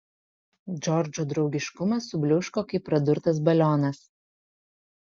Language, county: Lithuanian, Vilnius